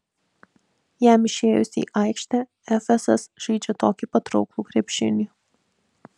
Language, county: Lithuanian, Vilnius